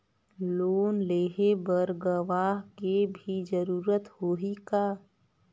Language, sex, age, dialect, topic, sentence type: Chhattisgarhi, female, 31-35, Northern/Bhandar, banking, question